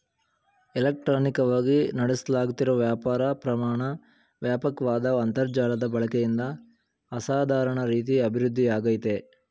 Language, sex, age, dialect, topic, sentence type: Kannada, male, 18-24, Mysore Kannada, agriculture, statement